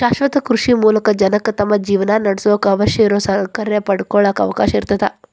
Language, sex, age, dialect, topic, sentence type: Kannada, female, 31-35, Dharwad Kannada, agriculture, statement